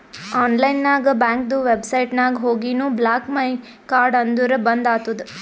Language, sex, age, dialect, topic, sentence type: Kannada, female, 18-24, Northeastern, banking, statement